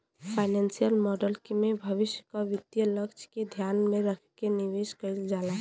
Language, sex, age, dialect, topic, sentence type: Bhojpuri, female, 18-24, Western, banking, statement